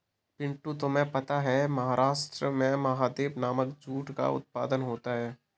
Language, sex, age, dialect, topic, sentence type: Hindi, male, 18-24, Kanauji Braj Bhasha, agriculture, statement